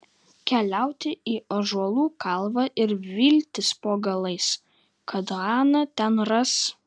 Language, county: Lithuanian, Vilnius